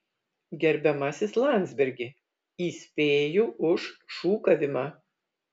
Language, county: Lithuanian, Vilnius